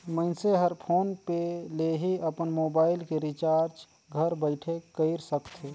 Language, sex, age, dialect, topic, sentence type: Chhattisgarhi, male, 31-35, Northern/Bhandar, banking, statement